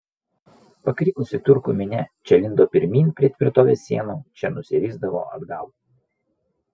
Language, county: Lithuanian, Vilnius